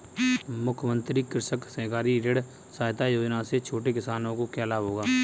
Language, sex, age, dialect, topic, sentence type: Hindi, male, 25-30, Kanauji Braj Bhasha, agriculture, question